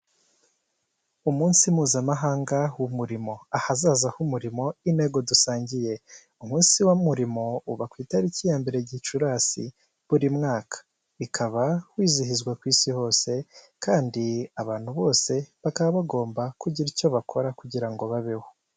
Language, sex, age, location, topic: Kinyarwanda, male, 25-35, Kigali, government